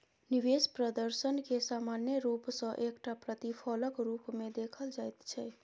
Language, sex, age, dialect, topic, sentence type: Maithili, female, 25-30, Bajjika, banking, statement